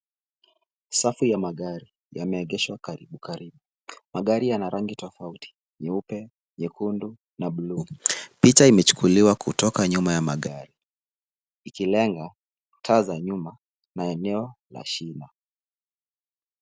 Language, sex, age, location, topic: Swahili, male, 18-24, Kisumu, finance